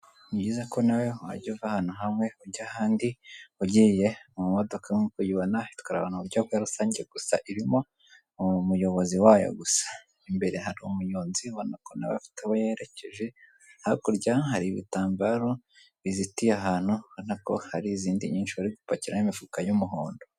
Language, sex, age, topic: Kinyarwanda, male, 18-24, government